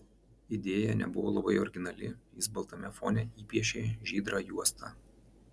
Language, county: Lithuanian, Marijampolė